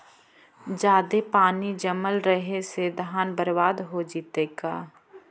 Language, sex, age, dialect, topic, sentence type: Magahi, female, 25-30, Central/Standard, agriculture, question